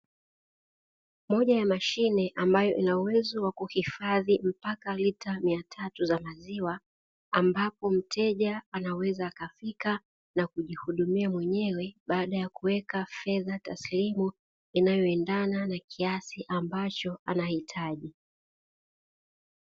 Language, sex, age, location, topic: Swahili, female, 36-49, Dar es Salaam, finance